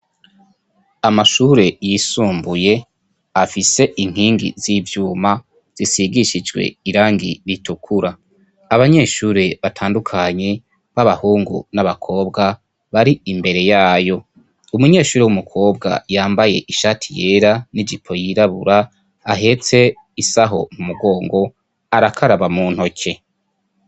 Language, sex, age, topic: Rundi, male, 25-35, education